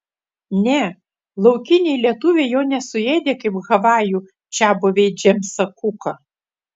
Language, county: Lithuanian, Utena